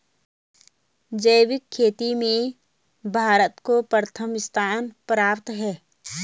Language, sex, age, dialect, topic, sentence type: Hindi, female, 31-35, Garhwali, agriculture, statement